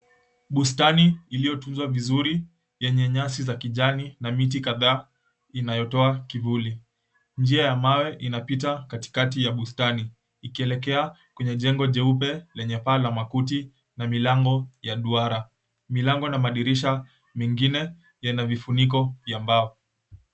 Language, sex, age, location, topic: Swahili, male, 18-24, Mombasa, government